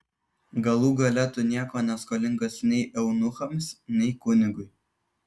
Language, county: Lithuanian, Kaunas